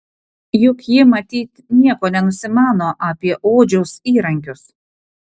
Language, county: Lithuanian, Panevėžys